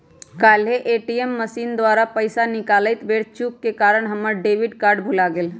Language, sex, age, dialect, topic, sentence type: Magahi, female, 31-35, Western, banking, statement